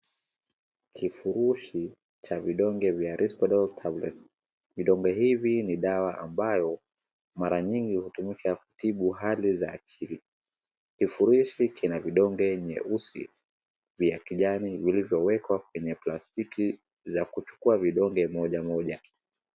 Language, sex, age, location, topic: Swahili, male, 36-49, Wajir, health